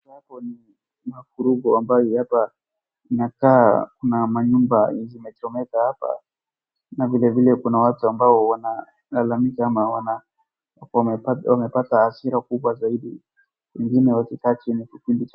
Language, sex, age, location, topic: Swahili, female, 36-49, Wajir, health